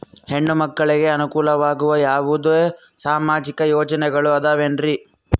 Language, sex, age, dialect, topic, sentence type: Kannada, male, 41-45, Central, banking, statement